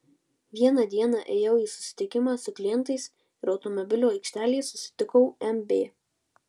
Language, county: Lithuanian, Utena